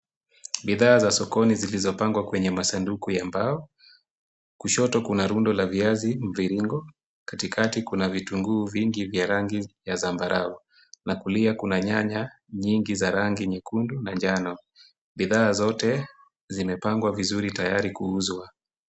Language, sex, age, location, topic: Swahili, female, 18-24, Kisumu, finance